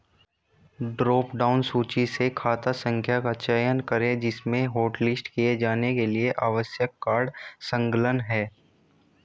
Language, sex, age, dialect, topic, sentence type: Hindi, male, 18-24, Hindustani Malvi Khadi Boli, banking, statement